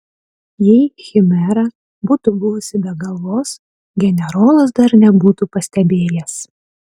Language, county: Lithuanian, Utena